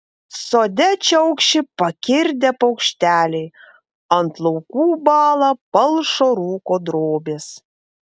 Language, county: Lithuanian, Vilnius